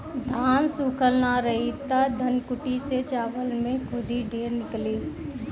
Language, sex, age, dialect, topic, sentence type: Bhojpuri, female, 18-24, Northern, agriculture, statement